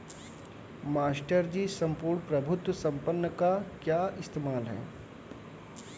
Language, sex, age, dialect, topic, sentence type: Hindi, male, 18-24, Kanauji Braj Bhasha, banking, statement